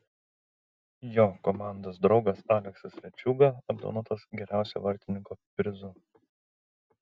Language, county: Lithuanian, Šiauliai